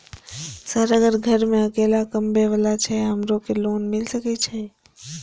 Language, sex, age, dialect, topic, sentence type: Maithili, male, 25-30, Eastern / Thethi, banking, question